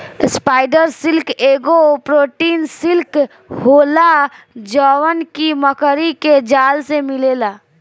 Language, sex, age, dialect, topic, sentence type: Bhojpuri, female, 18-24, Southern / Standard, agriculture, statement